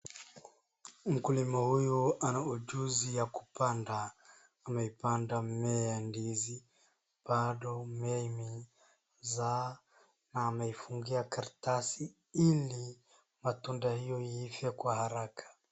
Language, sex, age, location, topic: Swahili, female, 50+, Wajir, agriculture